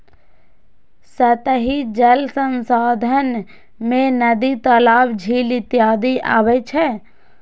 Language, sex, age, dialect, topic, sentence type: Maithili, female, 18-24, Eastern / Thethi, agriculture, statement